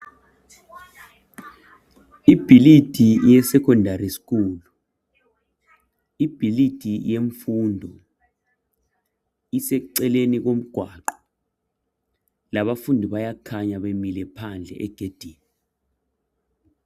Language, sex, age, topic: North Ndebele, male, 50+, education